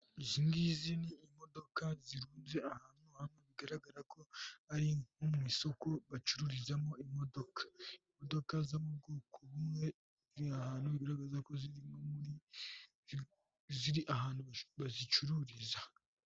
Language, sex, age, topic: Kinyarwanda, male, 18-24, finance